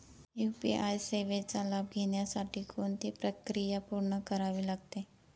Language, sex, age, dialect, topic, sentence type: Marathi, female, 18-24, Northern Konkan, banking, question